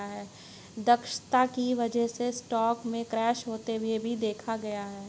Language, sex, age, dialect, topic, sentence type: Hindi, female, 60-100, Hindustani Malvi Khadi Boli, banking, statement